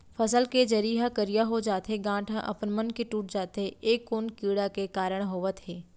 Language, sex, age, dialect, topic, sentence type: Chhattisgarhi, female, 31-35, Central, agriculture, question